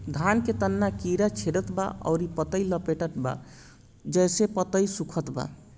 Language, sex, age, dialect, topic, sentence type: Bhojpuri, male, 25-30, Northern, agriculture, question